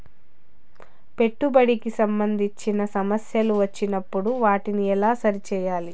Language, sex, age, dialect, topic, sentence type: Telugu, female, 31-35, Southern, banking, question